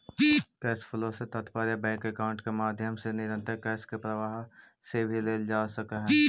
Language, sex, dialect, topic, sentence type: Magahi, male, Central/Standard, agriculture, statement